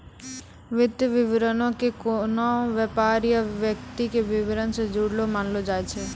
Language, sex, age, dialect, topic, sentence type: Maithili, female, 18-24, Angika, banking, statement